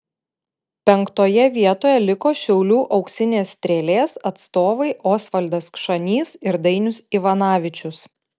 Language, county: Lithuanian, Panevėžys